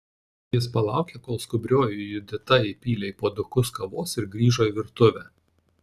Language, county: Lithuanian, Panevėžys